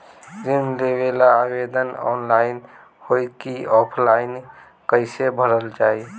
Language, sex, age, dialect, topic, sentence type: Bhojpuri, male, <18, Northern, banking, question